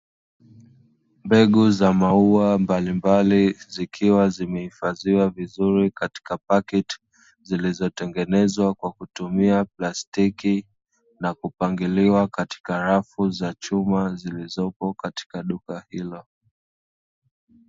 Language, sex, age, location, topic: Swahili, male, 25-35, Dar es Salaam, agriculture